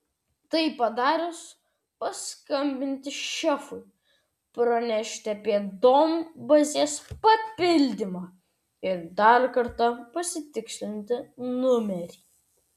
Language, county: Lithuanian, Vilnius